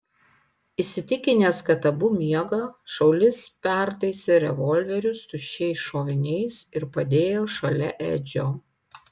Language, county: Lithuanian, Panevėžys